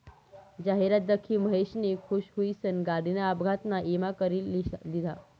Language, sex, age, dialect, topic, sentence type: Marathi, female, 31-35, Northern Konkan, banking, statement